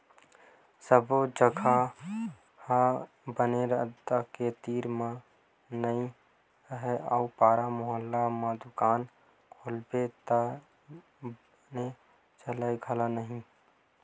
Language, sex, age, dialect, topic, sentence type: Chhattisgarhi, male, 18-24, Western/Budati/Khatahi, agriculture, statement